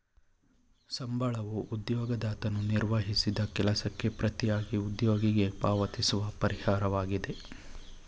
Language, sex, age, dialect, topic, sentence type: Kannada, male, 25-30, Mysore Kannada, banking, statement